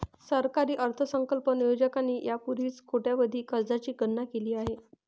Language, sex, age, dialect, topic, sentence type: Marathi, female, 25-30, Varhadi, banking, statement